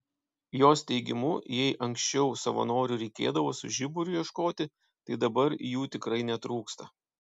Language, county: Lithuanian, Panevėžys